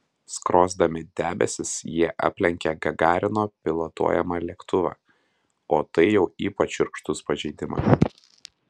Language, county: Lithuanian, Klaipėda